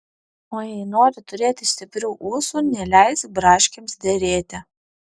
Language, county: Lithuanian, Alytus